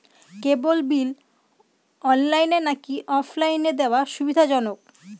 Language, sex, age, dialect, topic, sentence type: Bengali, female, 25-30, Northern/Varendri, banking, question